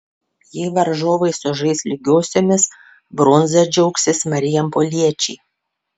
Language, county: Lithuanian, Panevėžys